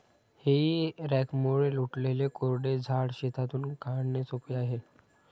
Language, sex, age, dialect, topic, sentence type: Marathi, male, 31-35, Standard Marathi, agriculture, statement